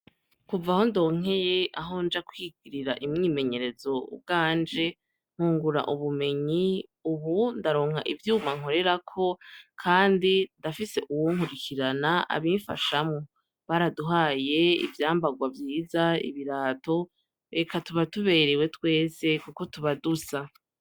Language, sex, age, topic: Rundi, female, 18-24, education